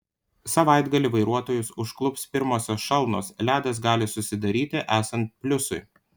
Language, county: Lithuanian, Panevėžys